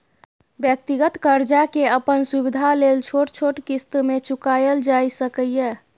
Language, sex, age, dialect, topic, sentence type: Maithili, female, 25-30, Bajjika, banking, statement